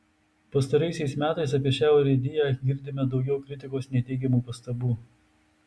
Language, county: Lithuanian, Tauragė